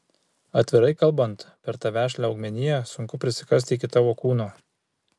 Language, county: Lithuanian, Kaunas